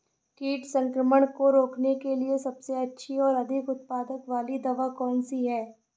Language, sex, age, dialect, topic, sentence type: Hindi, female, 25-30, Awadhi Bundeli, agriculture, question